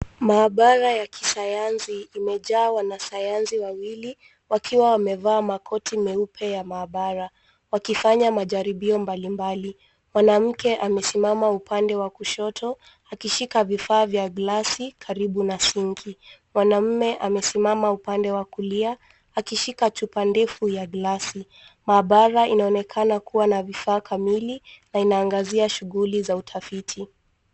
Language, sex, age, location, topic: Swahili, female, 18-24, Nairobi, government